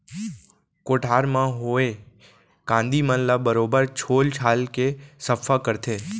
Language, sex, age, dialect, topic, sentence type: Chhattisgarhi, male, 25-30, Central, agriculture, statement